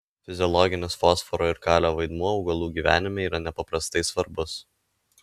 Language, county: Lithuanian, Alytus